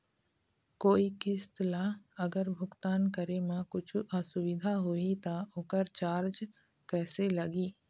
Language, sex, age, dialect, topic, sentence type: Chhattisgarhi, female, 25-30, Eastern, banking, question